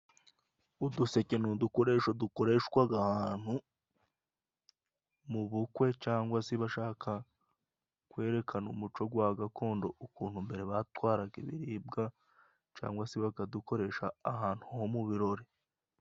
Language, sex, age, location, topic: Kinyarwanda, male, 25-35, Musanze, government